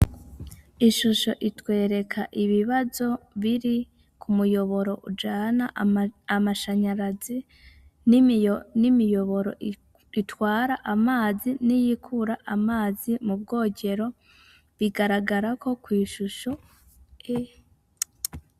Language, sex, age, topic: Rundi, female, 25-35, education